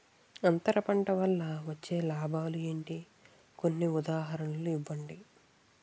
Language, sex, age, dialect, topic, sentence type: Telugu, male, 18-24, Utterandhra, agriculture, question